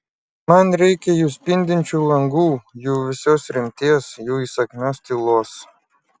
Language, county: Lithuanian, Klaipėda